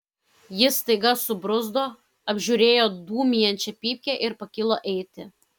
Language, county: Lithuanian, Kaunas